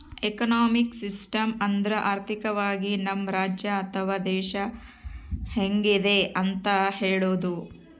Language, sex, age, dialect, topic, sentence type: Kannada, female, 31-35, Central, banking, statement